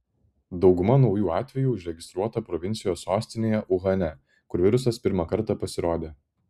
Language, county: Lithuanian, Vilnius